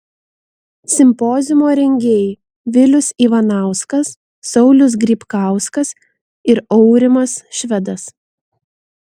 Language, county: Lithuanian, Vilnius